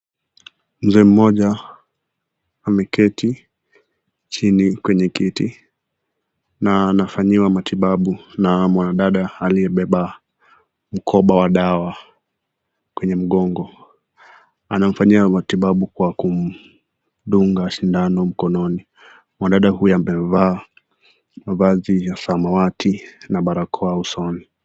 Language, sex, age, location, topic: Swahili, male, 18-24, Nakuru, health